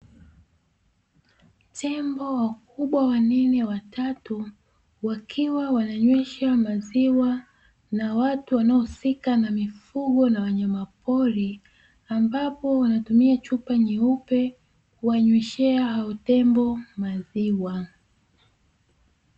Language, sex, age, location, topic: Swahili, female, 25-35, Dar es Salaam, agriculture